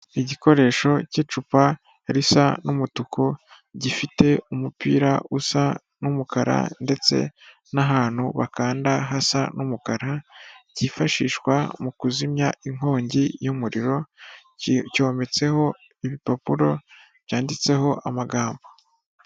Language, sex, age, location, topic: Kinyarwanda, female, 25-35, Kigali, government